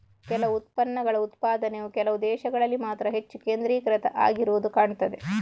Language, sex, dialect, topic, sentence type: Kannada, female, Coastal/Dakshin, agriculture, statement